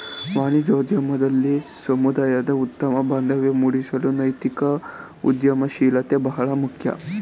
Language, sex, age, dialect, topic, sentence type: Kannada, male, 18-24, Mysore Kannada, banking, statement